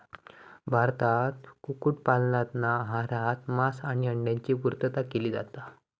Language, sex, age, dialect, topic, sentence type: Marathi, male, 18-24, Southern Konkan, agriculture, statement